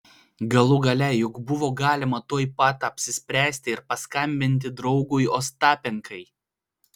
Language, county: Lithuanian, Vilnius